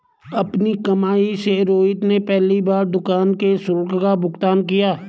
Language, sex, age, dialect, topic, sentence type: Hindi, male, 41-45, Garhwali, banking, statement